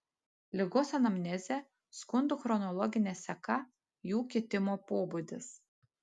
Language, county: Lithuanian, Panevėžys